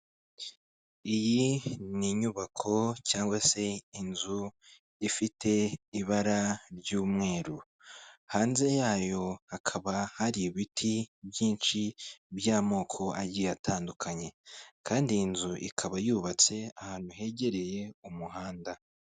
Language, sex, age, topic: Kinyarwanda, male, 25-35, government